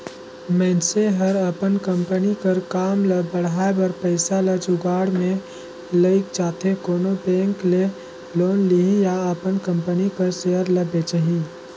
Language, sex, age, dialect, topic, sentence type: Chhattisgarhi, male, 18-24, Northern/Bhandar, banking, statement